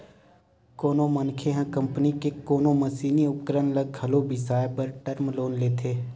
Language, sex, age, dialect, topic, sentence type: Chhattisgarhi, male, 18-24, Western/Budati/Khatahi, banking, statement